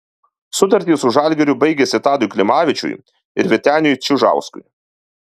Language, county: Lithuanian, Alytus